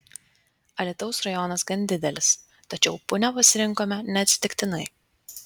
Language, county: Lithuanian, Vilnius